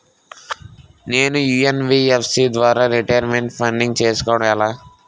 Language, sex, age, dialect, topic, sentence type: Telugu, male, 18-24, Utterandhra, banking, question